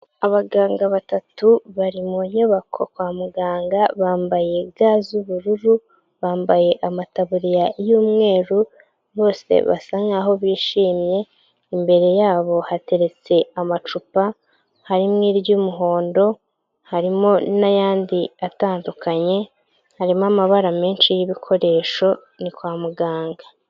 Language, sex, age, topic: Kinyarwanda, female, 25-35, health